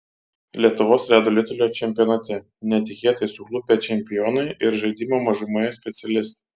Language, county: Lithuanian, Kaunas